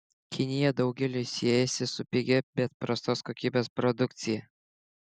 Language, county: Lithuanian, Šiauliai